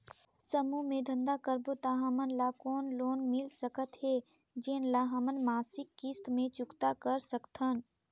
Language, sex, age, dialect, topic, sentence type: Chhattisgarhi, female, 18-24, Northern/Bhandar, banking, question